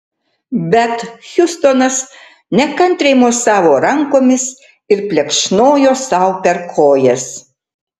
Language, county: Lithuanian, Tauragė